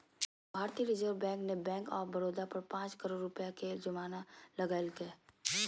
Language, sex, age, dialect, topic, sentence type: Magahi, female, 31-35, Southern, banking, statement